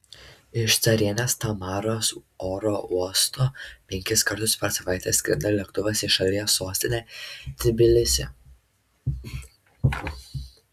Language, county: Lithuanian, Šiauliai